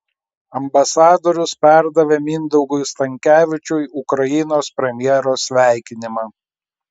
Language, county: Lithuanian, Klaipėda